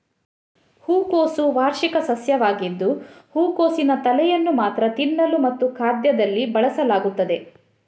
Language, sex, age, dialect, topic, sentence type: Kannada, female, 31-35, Coastal/Dakshin, agriculture, statement